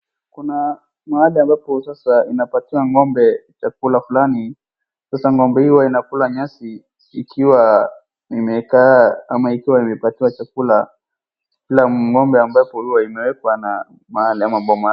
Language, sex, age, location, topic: Swahili, female, 36-49, Wajir, agriculture